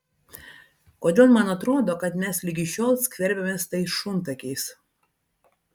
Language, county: Lithuanian, Vilnius